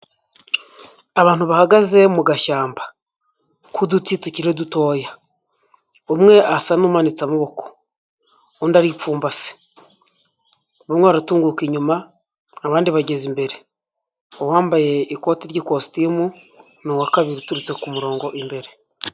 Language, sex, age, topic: Kinyarwanda, male, 25-35, finance